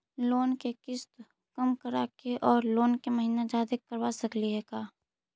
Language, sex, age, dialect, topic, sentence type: Magahi, female, 25-30, Central/Standard, banking, question